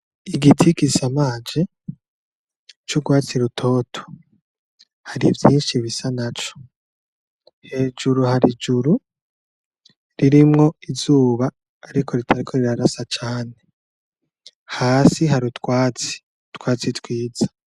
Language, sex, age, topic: Rundi, male, 18-24, agriculture